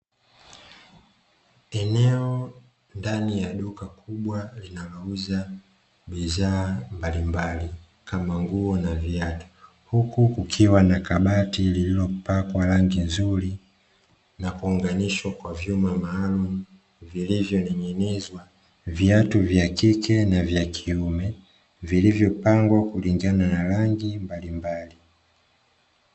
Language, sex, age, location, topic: Swahili, male, 25-35, Dar es Salaam, finance